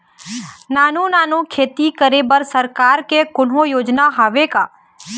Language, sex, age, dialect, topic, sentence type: Chhattisgarhi, female, 18-24, Eastern, agriculture, question